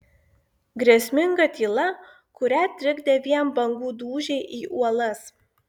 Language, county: Lithuanian, Klaipėda